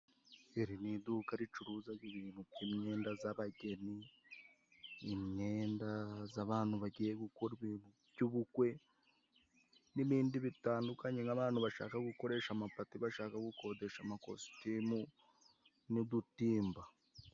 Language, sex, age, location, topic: Kinyarwanda, male, 18-24, Musanze, finance